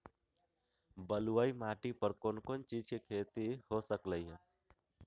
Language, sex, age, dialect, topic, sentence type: Magahi, male, 18-24, Western, agriculture, question